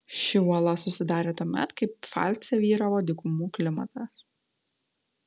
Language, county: Lithuanian, Telšiai